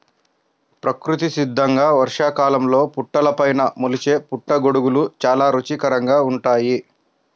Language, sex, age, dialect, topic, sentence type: Telugu, male, 56-60, Central/Coastal, agriculture, statement